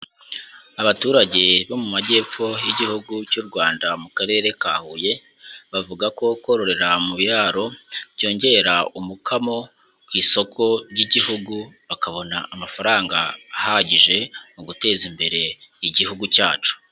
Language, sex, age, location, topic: Kinyarwanda, male, 18-24, Huye, agriculture